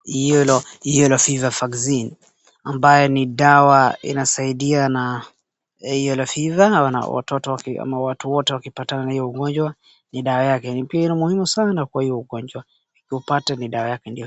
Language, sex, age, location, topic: Swahili, male, 18-24, Wajir, health